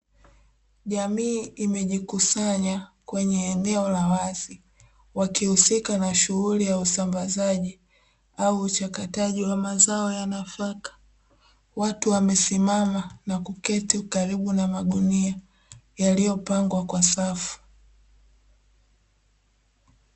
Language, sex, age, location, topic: Swahili, female, 18-24, Dar es Salaam, agriculture